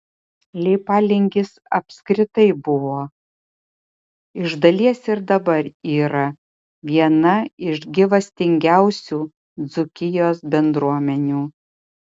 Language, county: Lithuanian, Utena